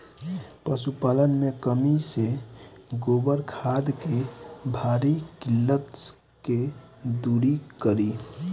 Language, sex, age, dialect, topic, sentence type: Bhojpuri, male, 18-24, Southern / Standard, agriculture, question